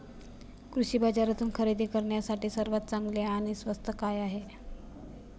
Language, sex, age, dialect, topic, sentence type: Marathi, female, 31-35, Standard Marathi, agriculture, question